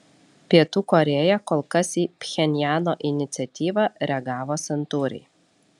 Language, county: Lithuanian, Alytus